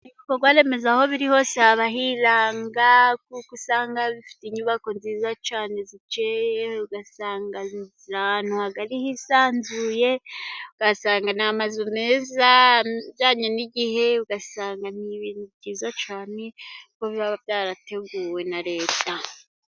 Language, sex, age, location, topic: Kinyarwanda, male, 25-35, Musanze, government